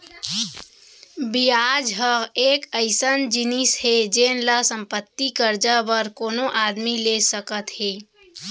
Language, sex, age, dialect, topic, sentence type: Chhattisgarhi, female, 18-24, Central, banking, statement